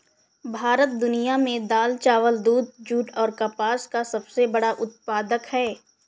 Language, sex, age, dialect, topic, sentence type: Hindi, female, 25-30, Awadhi Bundeli, agriculture, statement